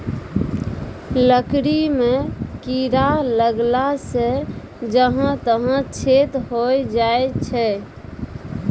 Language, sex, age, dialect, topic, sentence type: Maithili, female, 31-35, Angika, agriculture, statement